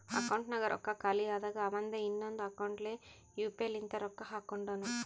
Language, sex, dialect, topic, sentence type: Kannada, female, Northeastern, banking, statement